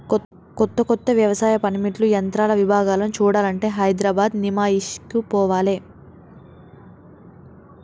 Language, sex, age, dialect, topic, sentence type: Telugu, female, 18-24, Telangana, agriculture, statement